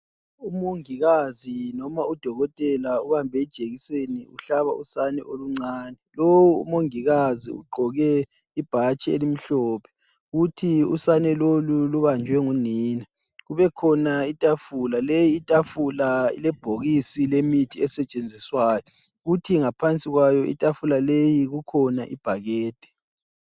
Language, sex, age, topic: North Ndebele, male, 25-35, health